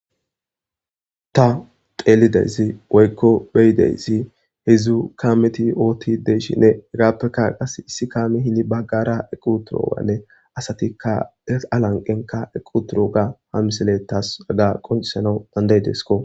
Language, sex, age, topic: Gamo, male, 25-35, government